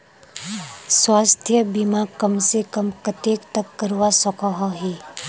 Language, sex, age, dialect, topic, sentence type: Magahi, female, 18-24, Northeastern/Surjapuri, banking, question